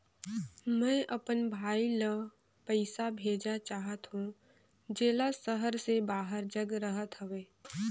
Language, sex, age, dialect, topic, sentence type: Chhattisgarhi, female, 25-30, Northern/Bhandar, banking, statement